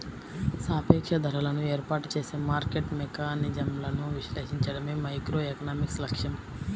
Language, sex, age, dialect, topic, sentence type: Telugu, female, 18-24, Central/Coastal, banking, statement